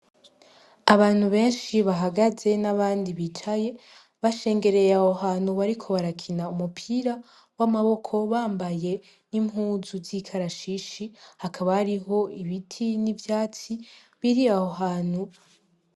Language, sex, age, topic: Rundi, female, 18-24, education